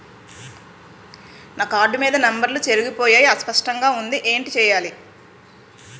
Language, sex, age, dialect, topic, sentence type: Telugu, female, 41-45, Utterandhra, banking, question